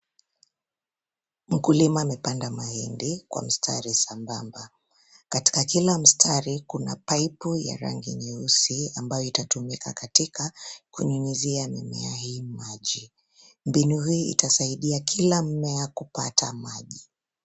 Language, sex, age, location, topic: Swahili, female, 25-35, Nairobi, agriculture